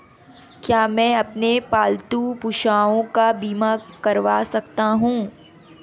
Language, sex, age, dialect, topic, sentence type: Hindi, female, 18-24, Marwari Dhudhari, banking, question